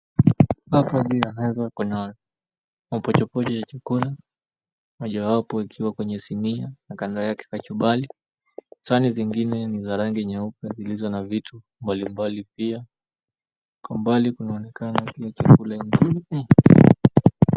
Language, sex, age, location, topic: Swahili, male, 18-24, Mombasa, agriculture